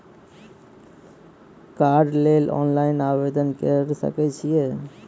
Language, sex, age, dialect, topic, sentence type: Maithili, male, 56-60, Angika, banking, question